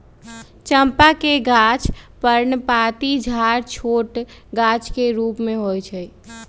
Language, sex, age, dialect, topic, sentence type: Magahi, female, 31-35, Western, agriculture, statement